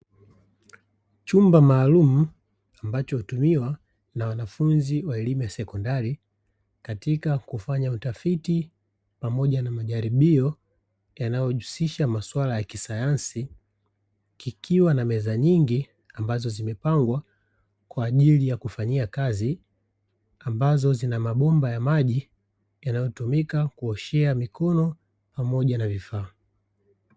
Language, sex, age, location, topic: Swahili, male, 36-49, Dar es Salaam, education